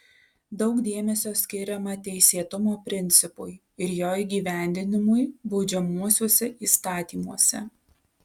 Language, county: Lithuanian, Alytus